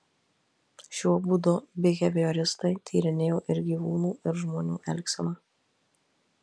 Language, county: Lithuanian, Marijampolė